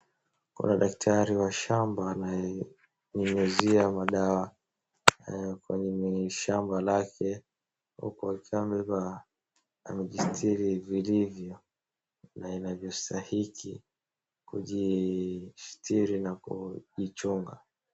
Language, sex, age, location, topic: Swahili, male, 18-24, Wajir, health